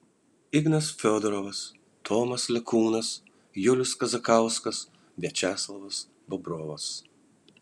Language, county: Lithuanian, Kaunas